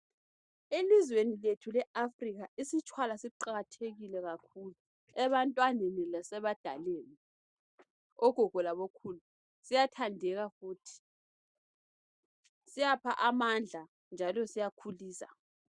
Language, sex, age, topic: North Ndebele, female, 25-35, education